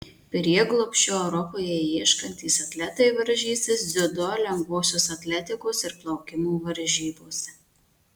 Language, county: Lithuanian, Marijampolė